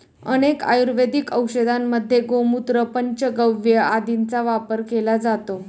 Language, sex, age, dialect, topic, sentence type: Marathi, female, 36-40, Standard Marathi, agriculture, statement